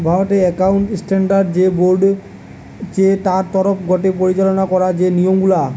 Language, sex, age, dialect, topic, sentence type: Bengali, male, 18-24, Western, banking, statement